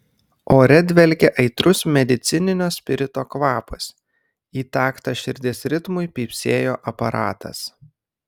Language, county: Lithuanian, Kaunas